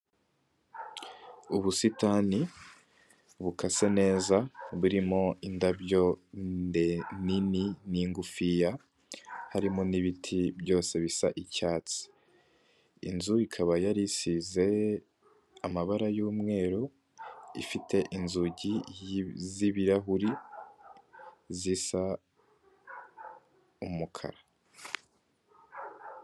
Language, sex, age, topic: Kinyarwanda, male, 18-24, finance